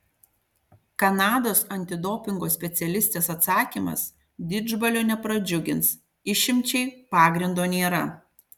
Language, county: Lithuanian, Panevėžys